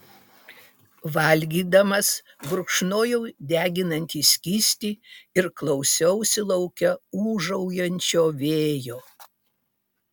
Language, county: Lithuanian, Utena